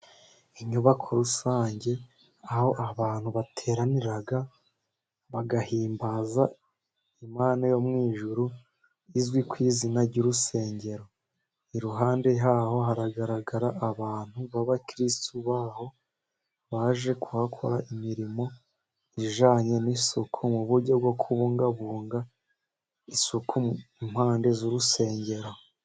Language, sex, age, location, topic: Kinyarwanda, female, 50+, Musanze, government